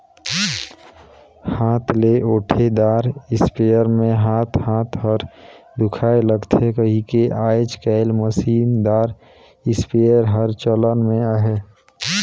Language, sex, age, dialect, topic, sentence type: Chhattisgarhi, male, 31-35, Northern/Bhandar, agriculture, statement